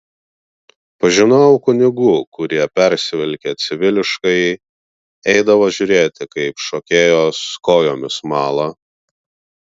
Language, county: Lithuanian, Vilnius